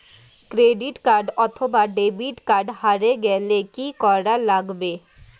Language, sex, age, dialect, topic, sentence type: Bengali, female, 18-24, Rajbangshi, banking, question